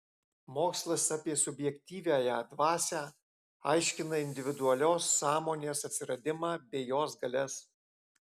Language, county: Lithuanian, Alytus